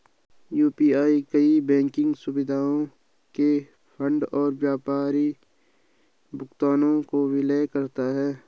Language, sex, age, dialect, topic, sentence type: Hindi, male, 18-24, Garhwali, banking, statement